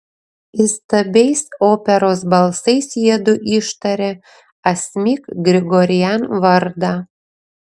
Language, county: Lithuanian, Panevėžys